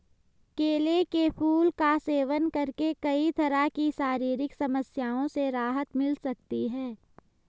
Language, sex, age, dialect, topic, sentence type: Hindi, male, 25-30, Hindustani Malvi Khadi Boli, agriculture, statement